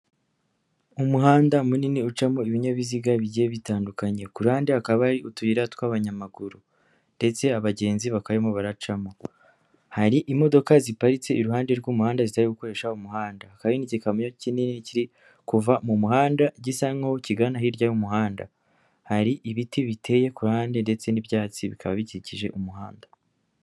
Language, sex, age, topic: Kinyarwanda, female, 25-35, government